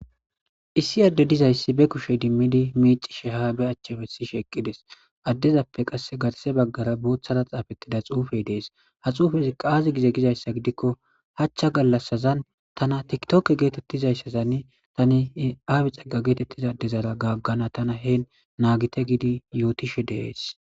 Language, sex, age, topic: Gamo, male, 25-35, government